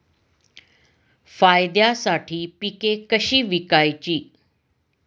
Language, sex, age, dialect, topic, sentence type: Marathi, female, 46-50, Standard Marathi, agriculture, question